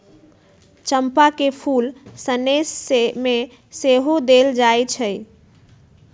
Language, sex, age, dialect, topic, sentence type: Magahi, female, 31-35, Western, agriculture, statement